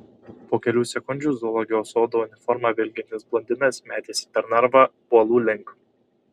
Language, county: Lithuanian, Kaunas